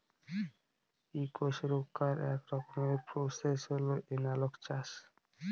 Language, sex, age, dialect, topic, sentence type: Bengali, male, 18-24, Northern/Varendri, agriculture, statement